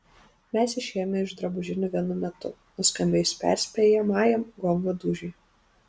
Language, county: Lithuanian, Panevėžys